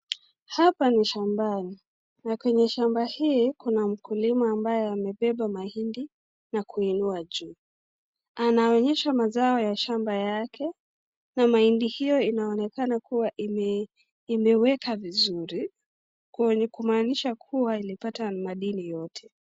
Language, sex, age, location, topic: Swahili, female, 25-35, Nakuru, agriculture